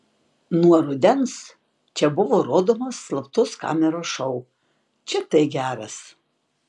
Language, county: Lithuanian, Tauragė